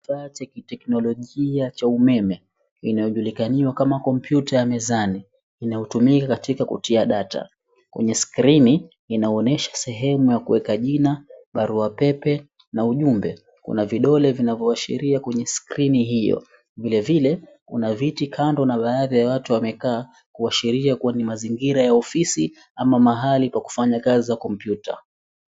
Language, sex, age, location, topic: Swahili, male, 18-24, Mombasa, government